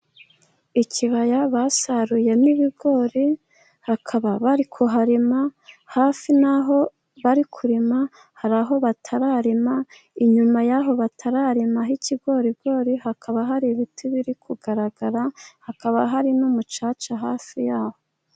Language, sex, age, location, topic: Kinyarwanda, female, 25-35, Musanze, agriculture